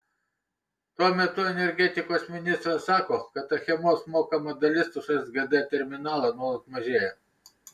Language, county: Lithuanian, Kaunas